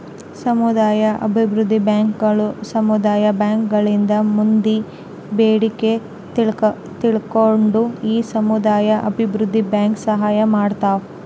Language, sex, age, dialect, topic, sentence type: Kannada, female, 18-24, Central, banking, statement